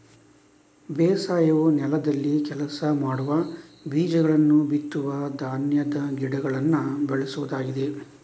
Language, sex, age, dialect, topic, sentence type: Kannada, male, 31-35, Coastal/Dakshin, agriculture, statement